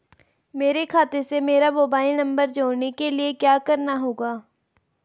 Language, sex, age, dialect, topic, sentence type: Hindi, female, 18-24, Garhwali, banking, question